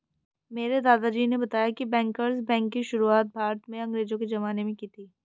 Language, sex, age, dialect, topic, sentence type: Hindi, female, 18-24, Hindustani Malvi Khadi Boli, banking, statement